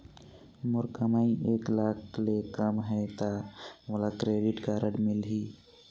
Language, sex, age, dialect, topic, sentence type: Chhattisgarhi, male, 46-50, Northern/Bhandar, banking, question